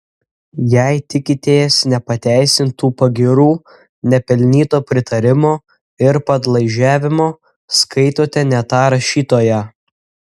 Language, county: Lithuanian, Klaipėda